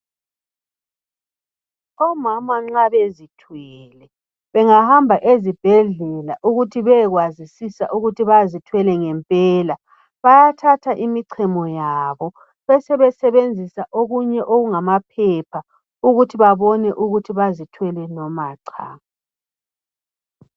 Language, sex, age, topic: North Ndebele, male, 18-24, health